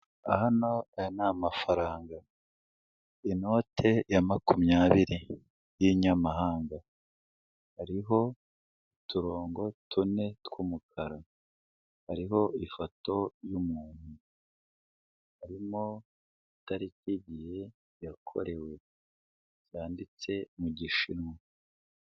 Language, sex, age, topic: Kinyarwanda, male, 36-49, finance